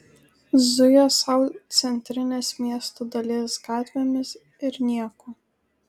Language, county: Lithuanian, Kaunas